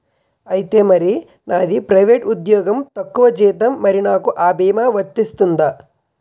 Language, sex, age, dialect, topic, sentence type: Telugu, male, 25-30, Utterandhra, banking, question